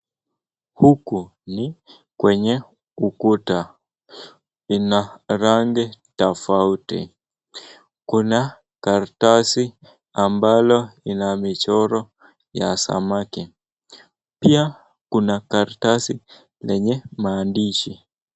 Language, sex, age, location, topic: Swahili, male, 18-24, Nakuru, education